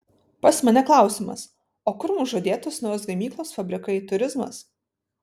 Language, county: Lithuanian, Vilnius